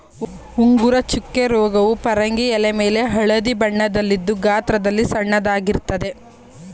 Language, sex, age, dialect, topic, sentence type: Kannada, female, 25-30, Mysore Kannada, agriculture, statement